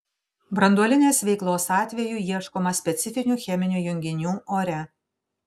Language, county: Lithuanian, Panevėžys